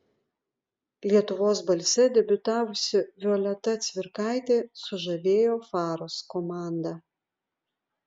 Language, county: Lithuanian, Utena